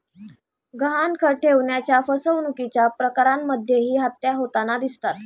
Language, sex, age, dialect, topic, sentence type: Marathi, female, 18-24, Standard Marathi, banking, statement